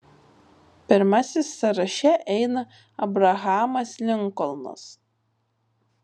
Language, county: Lithuanian, Marijampolė